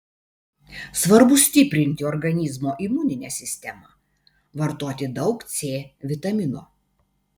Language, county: Lithuanian, Vilnius